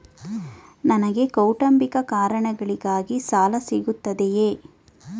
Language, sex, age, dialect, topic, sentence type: Kannada, female, 25-30, Mysore Kannada, banking, question